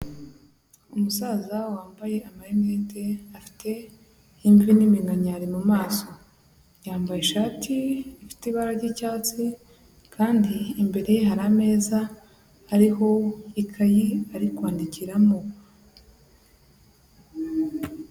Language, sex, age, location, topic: Kinyarwanda, male, 50+, Huye, health